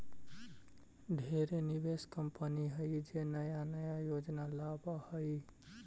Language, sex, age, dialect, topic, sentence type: Magahi, male, 18-24, Central/Standard, agriculture, statement